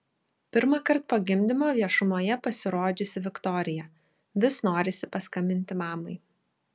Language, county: Lithuanian, Šiauliai